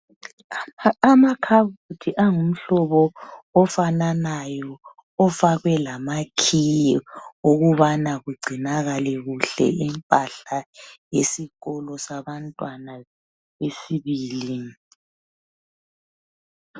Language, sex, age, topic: North Ndebele, female, 50+, education